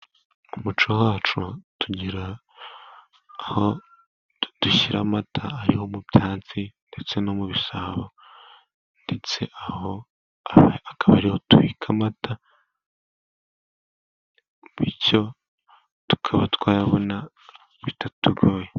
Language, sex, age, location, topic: Kinyarwanda, male, 18-24, Musanze, government